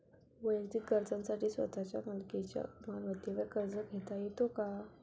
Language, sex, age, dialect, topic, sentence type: Marathi, female, 18-24, Standard Marathi, banking, question